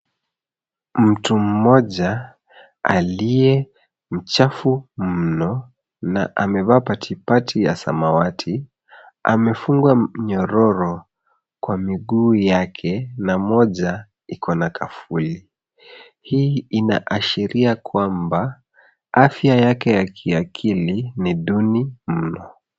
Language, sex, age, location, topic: Swahili, male, 36-49, Nairobi, health